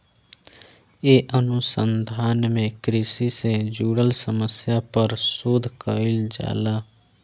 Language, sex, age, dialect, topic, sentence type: Bhojpuri, male, 18-24, Southern / Standard, agriculture, statement